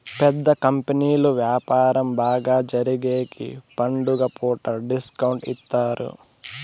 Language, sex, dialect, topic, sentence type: Telugu, male, Southern, banking, statement